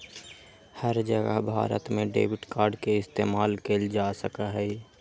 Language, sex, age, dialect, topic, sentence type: Magahi, male, 18-24, Western, banking, statement